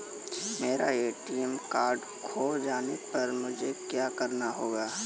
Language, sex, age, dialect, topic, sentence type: Hindi, male, 18-24, Marwari Dhudhari, banking, question